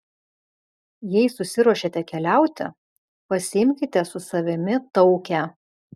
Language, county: Lithuanian, Vilnius